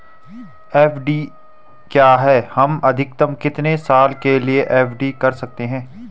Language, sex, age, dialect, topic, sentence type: Hindi, male, 18-24, Garhwali, banking, question